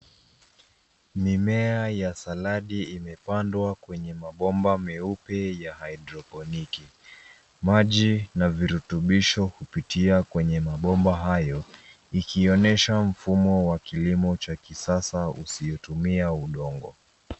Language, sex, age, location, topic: Swahili, male, 25-35, Nairobi, agriculture